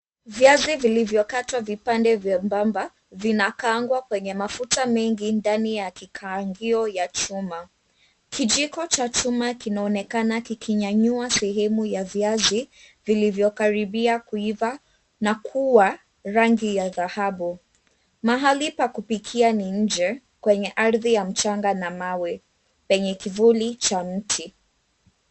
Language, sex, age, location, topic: Swahili, female, 18-24, Mombasa, agriculture